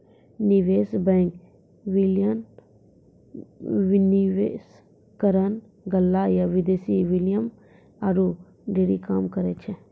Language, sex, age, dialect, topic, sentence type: Maithili, female, 51-55, Angika, banking, statement